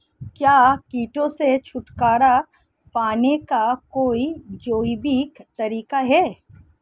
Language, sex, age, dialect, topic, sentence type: Hindi, female, 36-40, Marwari Dhudhari, agriculture, question